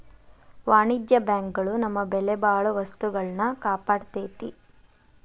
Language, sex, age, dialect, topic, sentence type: Kannada, female, 18-24, Dharwad Kannada, banking, statement